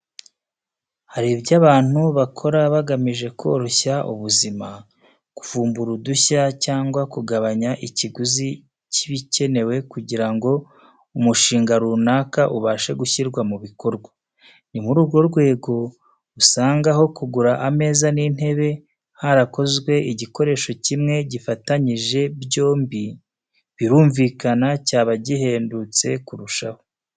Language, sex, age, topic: Kinyarwanda, male, 36-49, education